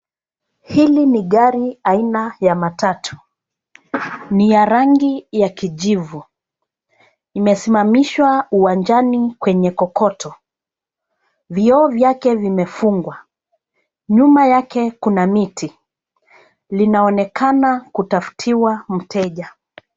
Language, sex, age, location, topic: Swahili, female, 36-49, Nairobi, finance